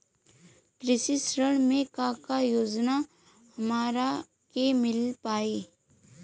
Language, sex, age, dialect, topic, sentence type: Bhojpuri, female, 18-24, Western, banking, question